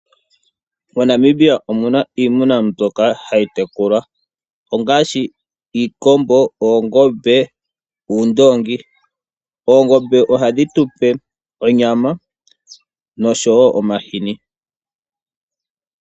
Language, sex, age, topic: Oshiwambo, male, 25-35, agriculture